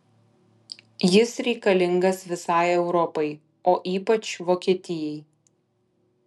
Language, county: Lithuanian, Kaunas